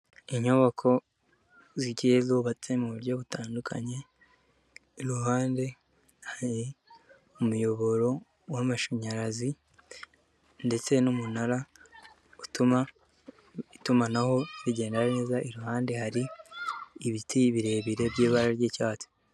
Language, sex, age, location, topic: Kinyarwanda, male, 18-24, Kigali, government